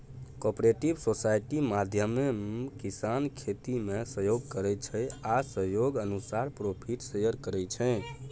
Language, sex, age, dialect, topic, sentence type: Maithili, male, 18-24, Bajjika, agriculture, statement